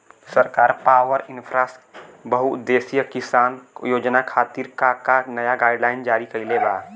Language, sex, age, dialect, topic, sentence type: Bhojpuri, male, 18-24, Southern / Standard, agriculture, question